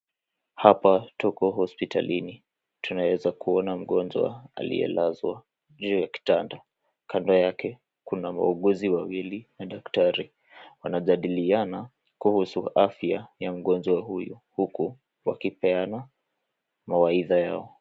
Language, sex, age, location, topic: Swahili, male, 18-24, Nairobi, health